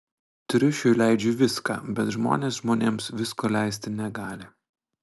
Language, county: Lithuanian, Panevėžys